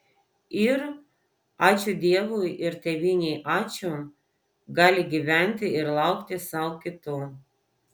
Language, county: Lithuanian, Vilnius